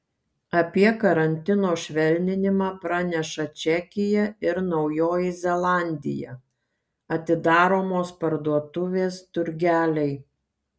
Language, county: Lithuanian, Kaunas